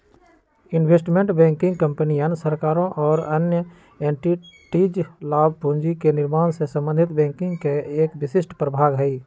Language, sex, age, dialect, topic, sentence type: Magahi, male, 25-30, Western, banking, statement